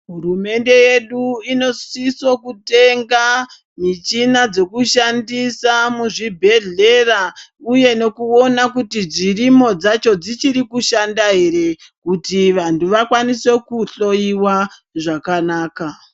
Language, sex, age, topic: Ndau, male, 50+, health